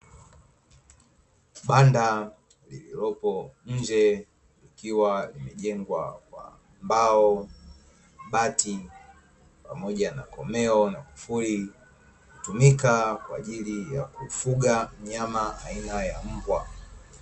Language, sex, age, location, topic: Swahili, male, 25-35, Dar es Salaam, agriculture